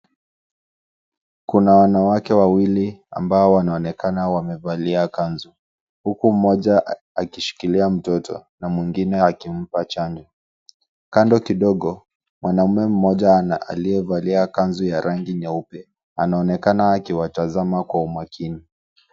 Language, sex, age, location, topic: Swahili, male, 25-35, Nairobi, health